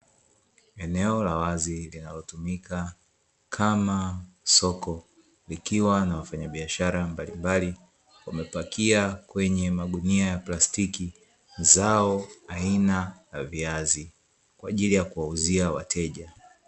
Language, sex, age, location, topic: Swahili, male, 25-35, Dar es Salaam, agriculture